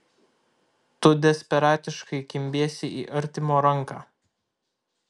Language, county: Lithuanian, Vilnius